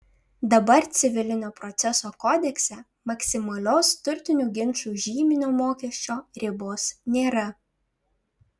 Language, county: Lithuanian, Šiauliai